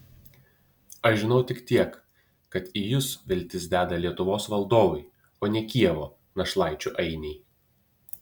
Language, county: Lithuanian, Utena